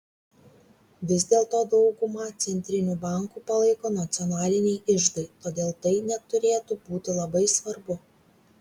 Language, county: Lithuanian, Vilnius